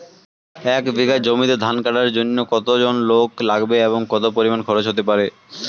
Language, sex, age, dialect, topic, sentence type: Bengali, male, 18-24, Standard Colloquial, agriculture, question